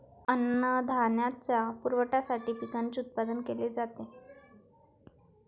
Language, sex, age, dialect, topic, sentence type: Marathi, female, 18-24, Varhadi, agriculture, statement